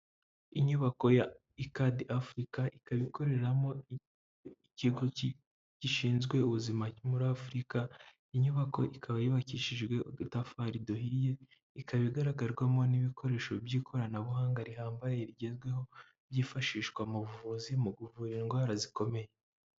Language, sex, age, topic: Kinyarwanda, female, 25-35, health